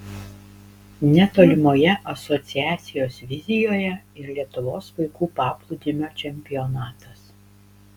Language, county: Lithuanian, Panevėžys